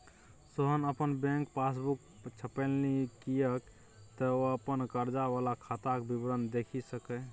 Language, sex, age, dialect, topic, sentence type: Maithili, male, 25-30, Bajjika, banking, statement